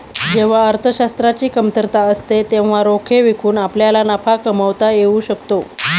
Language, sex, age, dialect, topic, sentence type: Marathi, female, 31-35, Standard Marathi, banking, statement